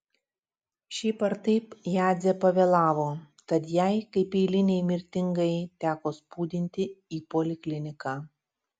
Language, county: Lithuanian, Utena